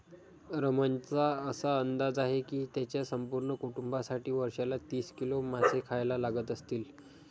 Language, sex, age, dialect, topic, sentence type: Marathi, male, 46-50, Standard Marathi, agriculture, statement